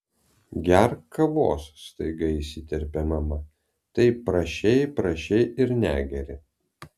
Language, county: Lithuanian, Vilnius